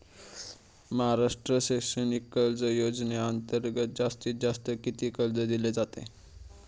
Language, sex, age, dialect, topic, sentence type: Marathi, male, 18-24, Standard Marathi, banking, question